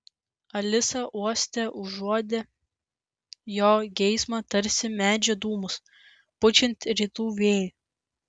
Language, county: Lithuanian, Klaipėda